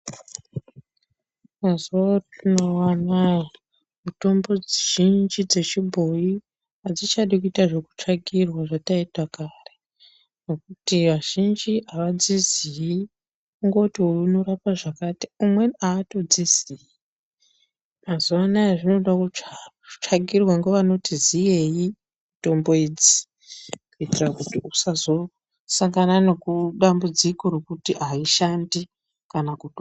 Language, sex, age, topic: Ndau, female, 36-49, health